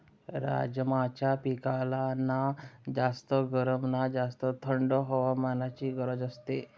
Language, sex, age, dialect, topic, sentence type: Marathi, male, 60-100, Standard Marathi, agriculture, statement